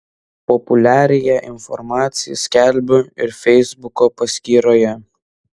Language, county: Lithuanian, Vilnius